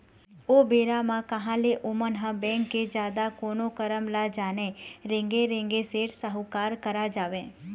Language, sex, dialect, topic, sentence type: Chhattisgarhi, female, Eastern, banking, statement